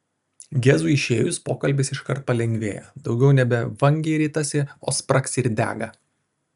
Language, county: Lithuanian, Vilnius